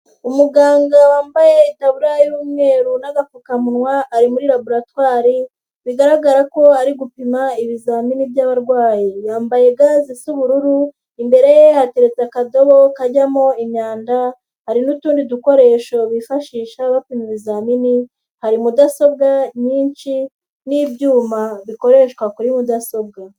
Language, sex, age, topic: Kinyarwanda, female, 18-24, health